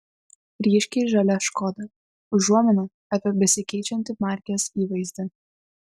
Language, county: Lithuanian, Vilnius